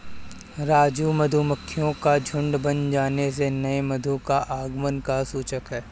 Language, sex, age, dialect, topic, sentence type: Hindi, male, 25-30, Kanauji Braj Bhasha, agriculture, statement